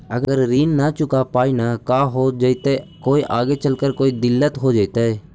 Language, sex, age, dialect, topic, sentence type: Magahi, male, 18-24, Central/Standard, banking, question